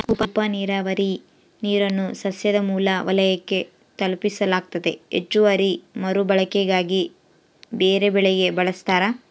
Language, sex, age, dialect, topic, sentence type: Kannada, female, 18-24, Central, agriculture, statement